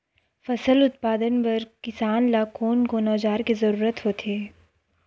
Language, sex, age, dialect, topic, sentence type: Chhattisgarhi, female, 25-30, Western/Budati/Khatahi, agriculture, question